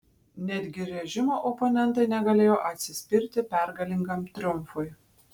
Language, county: Lithuanian, Panevėžys